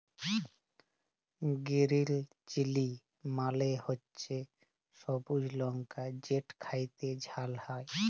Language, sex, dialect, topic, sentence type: Bengali, male, Jharkhandi, agriculture, statement